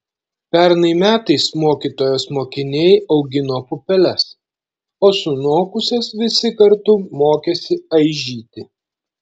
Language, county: Lithuanian, Šiauliai